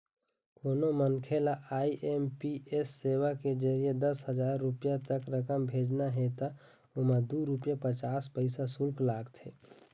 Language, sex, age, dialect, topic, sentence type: Chhattisgarhi, male, 25-30, Eastern, banking, statement